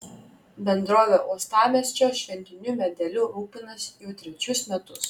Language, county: Lithuanian, Klaipėda